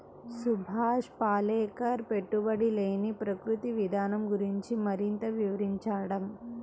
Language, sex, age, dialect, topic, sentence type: Telugu, female, 25-30, Central/Coastal, agriculture, question